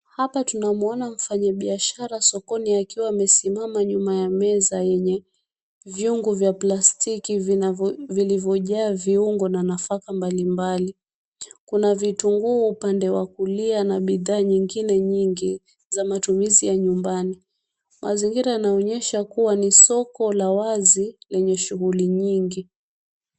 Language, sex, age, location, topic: Swahili, female, 25-35, Mombasa, agriculture